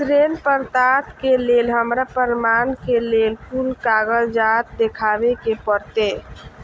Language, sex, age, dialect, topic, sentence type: Maithili, female, 25-30, Eastern / Thethi, banking, statement